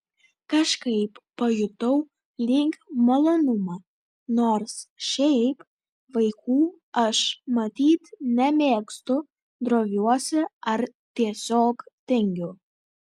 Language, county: Lithuanian, Vilnius